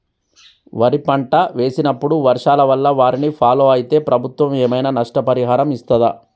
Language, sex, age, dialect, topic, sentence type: Telugu, male, 36-40, Telangana, agriculture, question